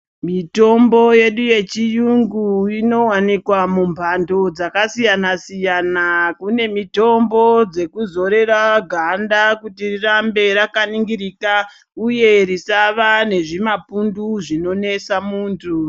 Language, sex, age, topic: Ndau, male, 36-49, health